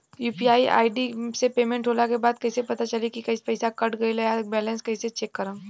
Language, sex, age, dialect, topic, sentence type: Bhojpuri, female, 18-24, Southern / Standard, banking, question